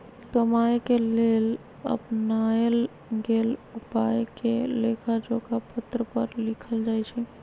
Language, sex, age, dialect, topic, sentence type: Magahi, female, 31-35, Western, banking, statement